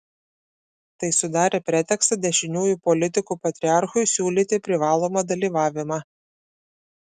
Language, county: Lithuanian, Klaipėda